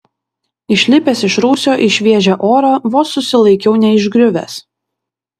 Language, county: Lithuanian, Vilnius